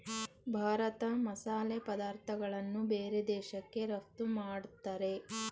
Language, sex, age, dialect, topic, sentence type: Kannada, female, 31-35, Mysore Kannada, banking, statement